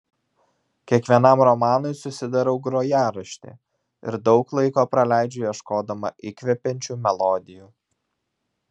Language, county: Lithuanian, Vilnius